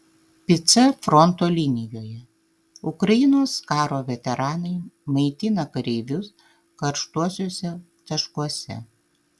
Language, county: Lithuanian, Tauragė